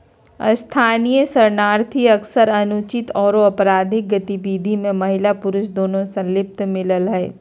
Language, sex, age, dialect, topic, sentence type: Magahi, female, 31-35, Southern, agriculture, statement